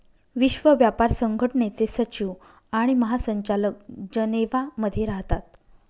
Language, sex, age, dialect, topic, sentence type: Marathi, female, 31-35, Northern Konkan, banking, statement